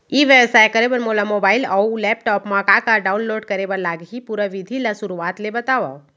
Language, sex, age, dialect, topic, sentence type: Chhattisgarhi, female, 25-30, Central, agriculture, question